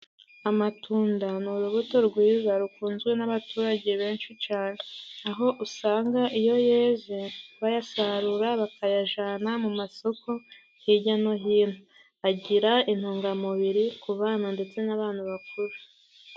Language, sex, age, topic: Kinyarwanda, male, 18-24, agriculture